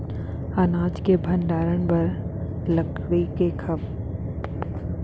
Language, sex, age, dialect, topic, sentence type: Chhattisgarhi, female, 25-30, Central, agriculture, question